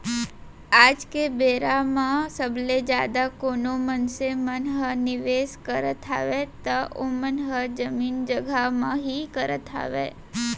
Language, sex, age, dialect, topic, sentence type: Chhattisgarhi, female, 18-24, Central, banking, statement